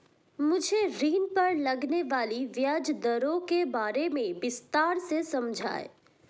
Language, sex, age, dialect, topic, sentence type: Hindi, female, 18-24, Hindustani Malvi Khadi Boli, banking, question